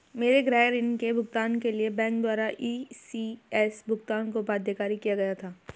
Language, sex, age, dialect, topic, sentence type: Hindi, female, 18-24, Hindustani Malvi Khadi Boli, banking, statement